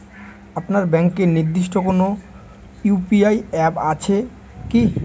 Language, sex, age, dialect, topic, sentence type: Bengali, male, 18-24, Western, banking, question